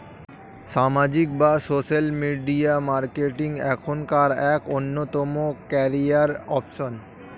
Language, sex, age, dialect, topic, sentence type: Bengali, male, 25-30, Standard Colloquial, banking, statement